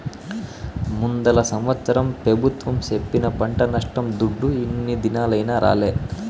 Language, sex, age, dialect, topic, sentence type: Telugu, male, 18-24, Southern, agriculture, statement